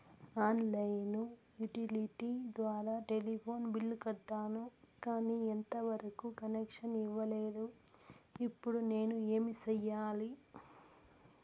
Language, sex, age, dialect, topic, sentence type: Telugu, female, 18-24, Southern, banking, question